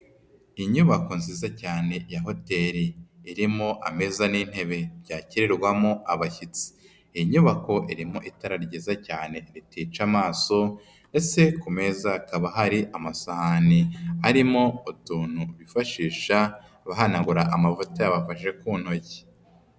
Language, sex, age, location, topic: Kinyarwanda, female, 18-24, Nyagatare, finance